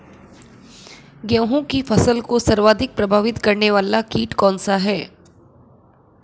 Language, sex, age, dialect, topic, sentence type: Hindi, female, 25-30, Marwari Dhudhari, agriculture, question